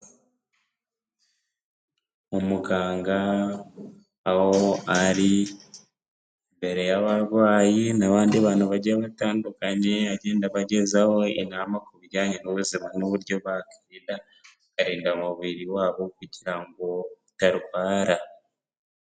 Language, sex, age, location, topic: Kinyarwanda, male, 18-24, Kigali, health